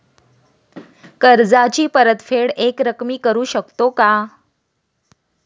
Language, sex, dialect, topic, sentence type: Marathi, female, Standard Marathi, banking, question